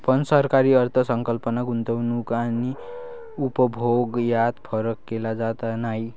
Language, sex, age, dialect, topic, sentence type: Marathi, male, 51-55, Varhadi, banking, statement